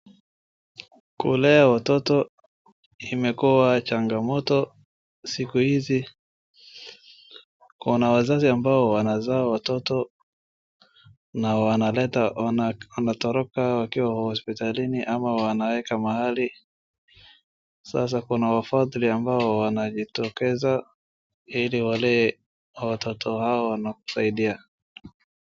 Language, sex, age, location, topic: Swahili, male, 18-24, Wajir, health